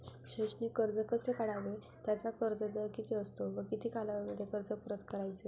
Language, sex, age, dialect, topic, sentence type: Marathi, female, 18-24, Standard Marathi, banking, question